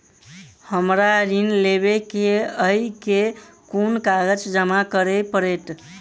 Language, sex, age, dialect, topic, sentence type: Maithili, male, 18-24, Southern/Standard, banking, question